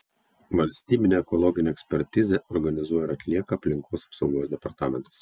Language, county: Lithuanian, Kaunas